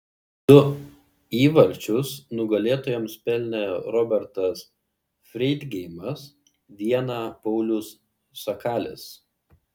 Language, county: Lithuanian, Šiauliai